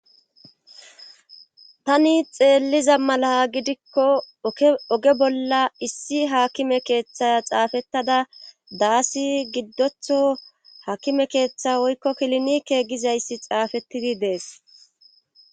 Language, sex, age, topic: Gamo, female, 25-35, government